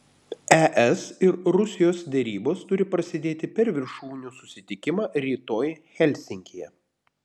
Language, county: Lithuanian, Panevėžys